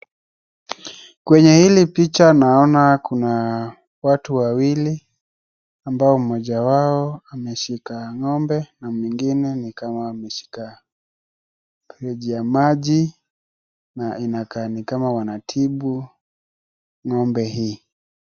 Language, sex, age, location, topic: Swahili, male, 18-24, Wajir, agriculture